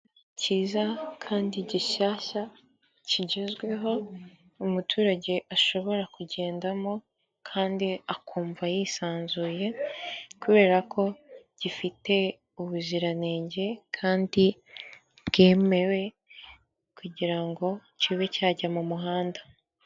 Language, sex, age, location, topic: Kinyarwanda, male, 50+, Kigali, finance